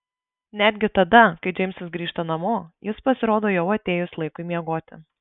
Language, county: Lithuanian, Marijampolė